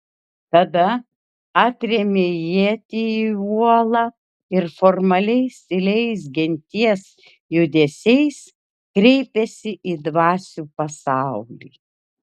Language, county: Lithuanian, Kaunas